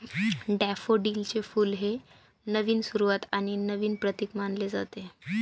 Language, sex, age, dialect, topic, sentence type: Marathi, female, 25-30, Northern Konkan, agriculture, statement